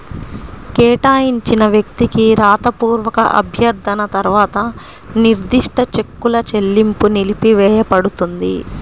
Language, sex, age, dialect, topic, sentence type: Telugu, female, 36-40, Central/Coastal, banking, statement